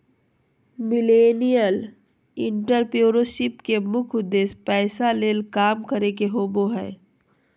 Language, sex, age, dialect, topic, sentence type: Magahi, female, 25-30, Southern, banking, statement